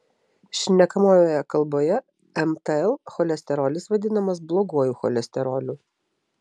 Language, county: Lithuanian, Telšiai